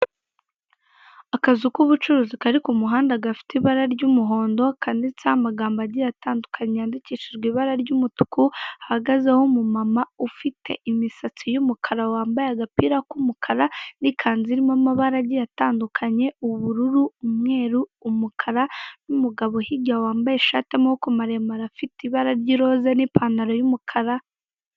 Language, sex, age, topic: Kinyarwanda, female, 18-24, finance